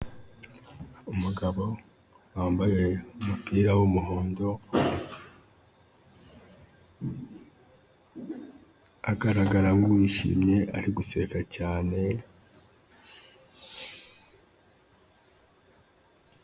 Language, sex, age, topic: Kinyarwanda, male, 25-35, health